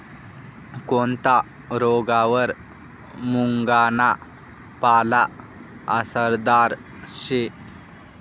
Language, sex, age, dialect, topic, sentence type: Marathi, male, 18-24, Northern Konkan, agriculture, statement